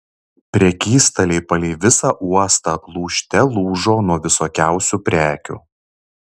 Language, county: Lithuanian, Šiauliai